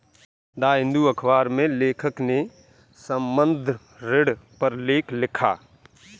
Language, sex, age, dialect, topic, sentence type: Hindi, male, 31-35, Kanauji Braj Bhasha, banking, statement